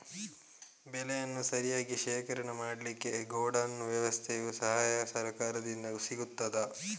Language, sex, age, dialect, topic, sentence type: Kannada, male, 25-30, Coastal/Dakshin, agriculture, question